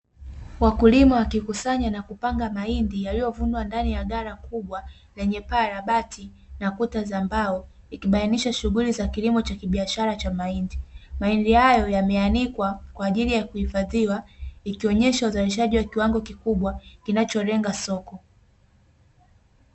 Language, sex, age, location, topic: Swahili, female, 18-24, Dar es Salaam, agriculture